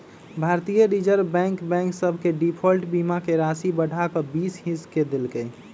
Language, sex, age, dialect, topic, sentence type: Magahi, male, 25-30, Western, banking, statement